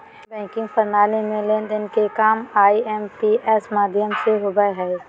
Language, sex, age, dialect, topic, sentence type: Magahi, female, 18-24, Southern, banking, statement